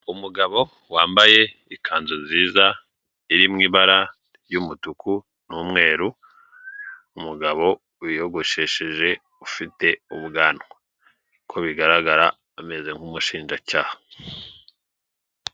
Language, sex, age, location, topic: Kinyarwanda, male, 36-49, Kigali, government